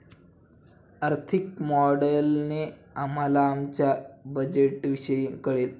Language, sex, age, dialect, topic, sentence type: Marathi, male, 18-24, Standard Marathi, banking, statement